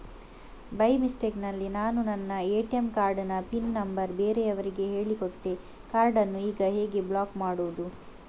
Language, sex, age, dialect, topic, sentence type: Kannada, female, 18-24, Coastal/Dakshin, banking, question